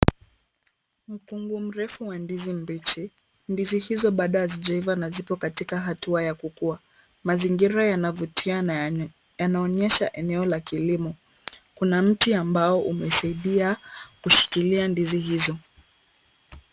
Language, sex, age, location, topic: Swahili, female, 18-24, Kisumu, agriculture